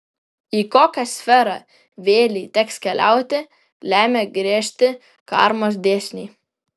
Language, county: Lithuanian, Vilnius